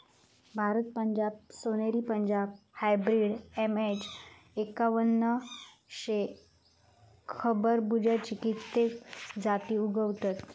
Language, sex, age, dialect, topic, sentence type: Marathi, female, 18-24, Southern Konkan, agriculture, statement